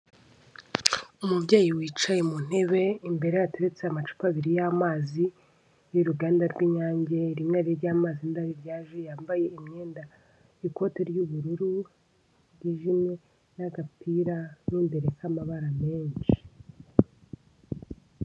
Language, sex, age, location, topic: Kinyarwanda, female, 25-35, Kigali, government